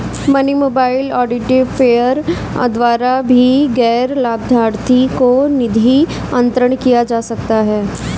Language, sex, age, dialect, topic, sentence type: Hindi, female, 46-50, Kanauji Braj Bhasha, banking, statement